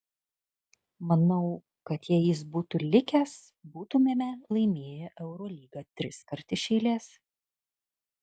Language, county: Lithuanian, Kaunas